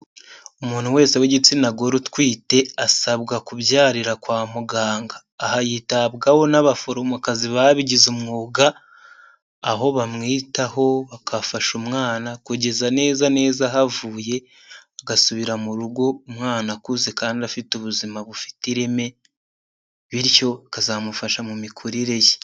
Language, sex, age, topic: Kinyarwanda, male, 18-24, health